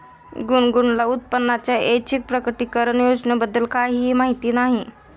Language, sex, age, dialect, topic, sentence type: Marathi, female, 18-24, Standard Marathi, banking, statement